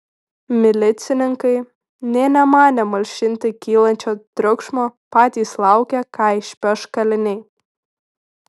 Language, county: Lithuanian, Šiauliai